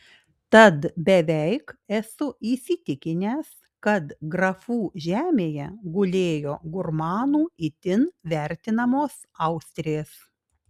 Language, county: Lithuanian, Klaipėda